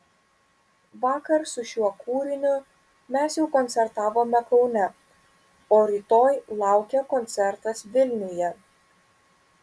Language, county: Lithuanian, Vilnius